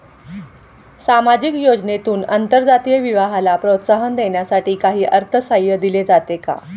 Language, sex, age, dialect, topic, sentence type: Marathi, female, 46-50, Standard Marathi, banking, question